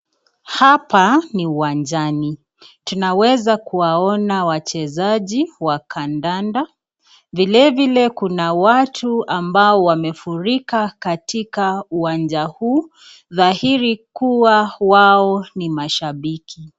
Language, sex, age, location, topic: Swahili, female, 25-35, Nakuru, government